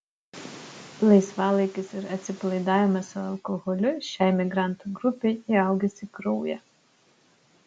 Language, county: Lithuanian, Utena